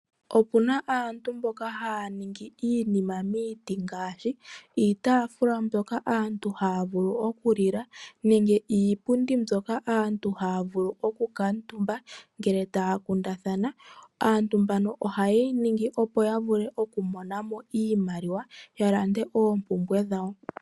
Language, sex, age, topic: Oshiwambo, female, 18-24, finance